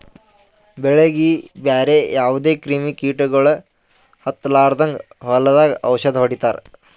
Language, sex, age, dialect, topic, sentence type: Kannada, male, 18-24, Northeastern, agriculture, statement